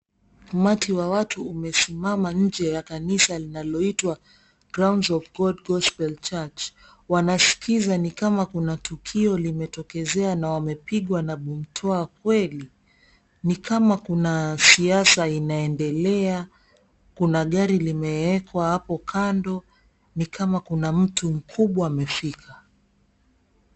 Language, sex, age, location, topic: Swahili, female, 25-35, Mombasa, government